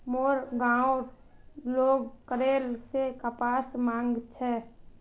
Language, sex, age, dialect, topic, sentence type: Magahi, female, 18-24, Northeastern/Surjapuri, agriculture, statement